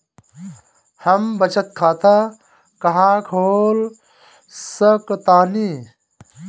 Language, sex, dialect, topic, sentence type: Bhojpuri, male, Northern, banking, statement